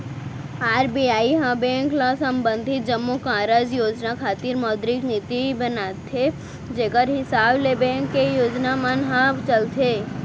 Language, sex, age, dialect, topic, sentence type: Chhattisgarhi, female, 18-24, Central, banking, statement